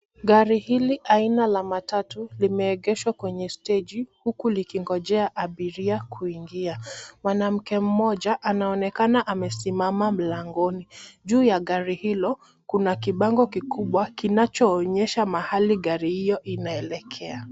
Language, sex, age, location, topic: Swahili, female, 25-35, Nairobi, government